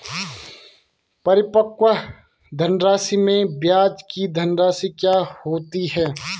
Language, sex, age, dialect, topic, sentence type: Hindi, male, 18-24, Garhwali, banking, question